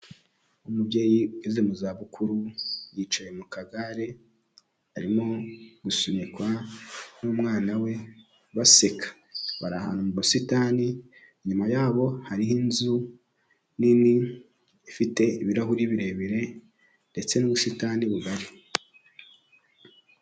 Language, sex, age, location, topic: Kinyarwanda, male, 18-24, Huye, health